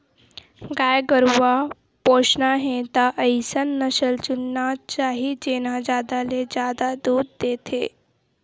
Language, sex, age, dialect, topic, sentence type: Chhattisgarhi, female, 18-24, Western/Budati/Khatahi, agriculture, statement